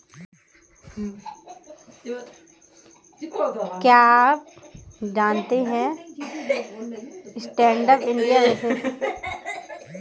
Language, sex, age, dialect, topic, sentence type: Hindi, female, 18-24, Kanauji Braj Bhasha, banking, statement